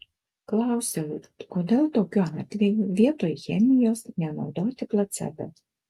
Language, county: Lithuanian, Alytus